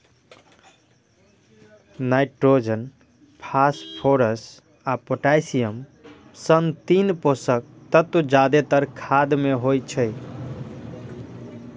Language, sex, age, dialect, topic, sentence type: Maithili, male, 18-24, Eastern / Thethi, agriculture, statement